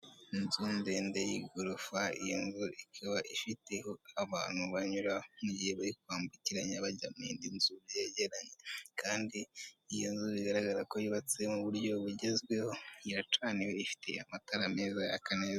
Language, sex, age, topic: Kinyarwanda, male, 18-24, government